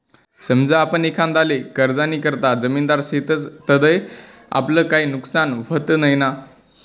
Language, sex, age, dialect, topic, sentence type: Marathi, male, 18-24, Northern Konkan, banking, statement